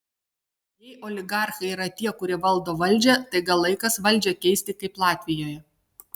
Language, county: Lithuanian, Telšiai